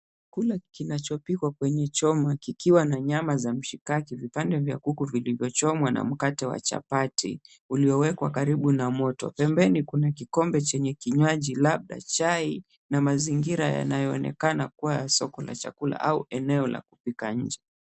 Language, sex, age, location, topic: Swahili, male, 25-35, Mombasa, agriculture